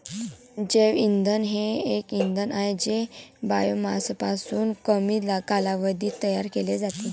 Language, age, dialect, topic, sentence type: Marathi, <18, Varhadi, agriculture, statement